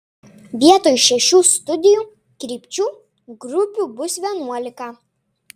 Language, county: Lithuanian, Panevėžys